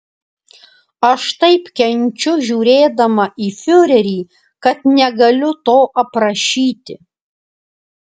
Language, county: Lithuanian, Alytus